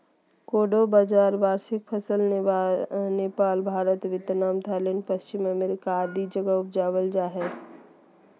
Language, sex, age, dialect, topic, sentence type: Magahi, female, 36-40, Southern, agriculture, statement